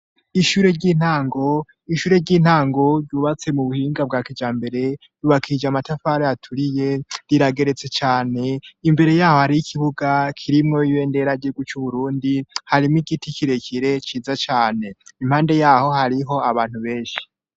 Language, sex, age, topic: Rundi, male, 18-24, education